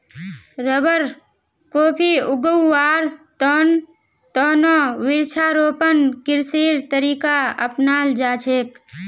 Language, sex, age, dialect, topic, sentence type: Magahi, female, 18-24, Northeastern/Surjapuri, agriculture, statement